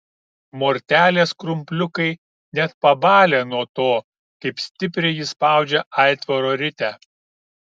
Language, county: Lithuanian, Kaunas